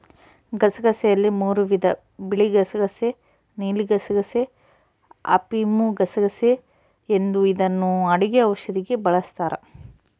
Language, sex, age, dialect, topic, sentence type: Kannada, female, 25-30, Central, agriculture, statement